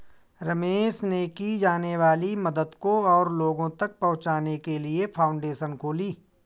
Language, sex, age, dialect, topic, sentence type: Hindi, male, 41-45, Awadhi Bundeli, banking, statement